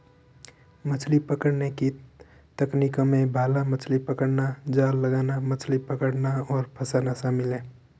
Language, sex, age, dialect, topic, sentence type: Hindi, male, 46-50, Marwari Dhudhari, agriculture, statement